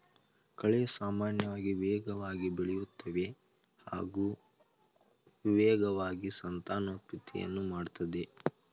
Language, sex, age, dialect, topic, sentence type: Kannada, male, 18-24, Mysore Kannada, agriculture, statement